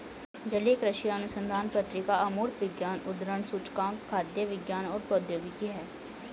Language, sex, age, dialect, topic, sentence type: Hindi, female, 18-24, Hindustani Malvi Khadi Boli, agriculture, statement